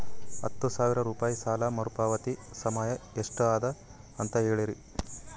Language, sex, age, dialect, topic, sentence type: Kannada, male, 18-24, Northeastern, banking, question